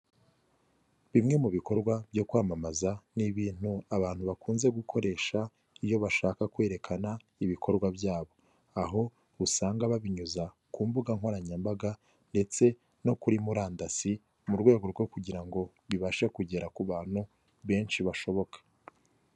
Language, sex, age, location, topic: Kinyarwanda, male, 25-35, Kigali, finance